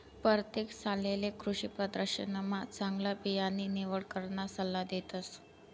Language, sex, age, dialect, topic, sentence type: Marathi, female, 18-24, Northern Konkan, agriculture, statement